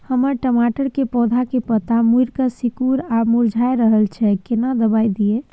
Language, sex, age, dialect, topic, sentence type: Maithili, female, 18-24, Bajjika, agriculture, question